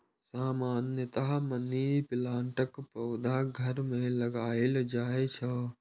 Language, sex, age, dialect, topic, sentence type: Maithili, male, 18-24, Eastern / Thethi, agriculture, statement